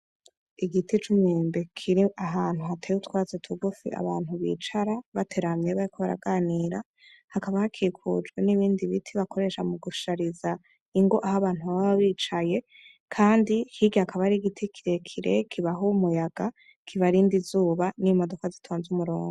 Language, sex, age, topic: Rundi, female, 18-24, agriculture